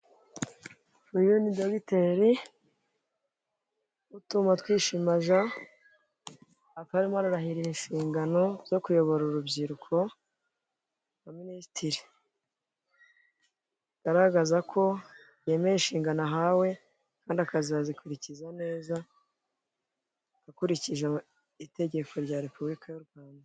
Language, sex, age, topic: Kinyarwanda, female, 25-35, government